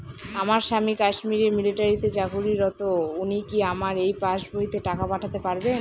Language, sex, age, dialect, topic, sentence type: Bengali, female, 18-24, Northern/Varendri, banking, question